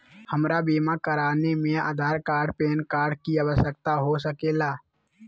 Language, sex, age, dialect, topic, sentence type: Magahi, male, 18-24, Southern, banking, question